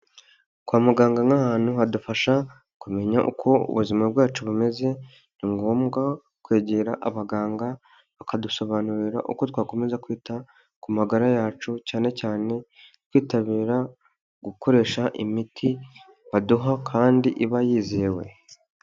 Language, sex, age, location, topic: Kinyarwanda, male, 25-35, Huye, health